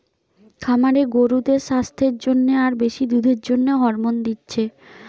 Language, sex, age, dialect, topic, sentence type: Bengali, female, 25-30, Western, agriculture, statement